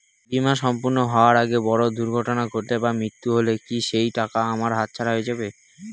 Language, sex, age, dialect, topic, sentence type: Bengali, male, <18, Northern/Varendri, banking, question